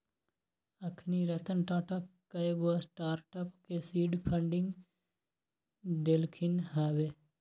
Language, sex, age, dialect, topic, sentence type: Magahi, male, 18-24, Western, banking, statement